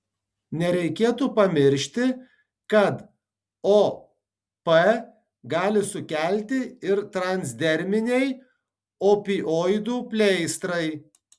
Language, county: Lithuanian, Tauragė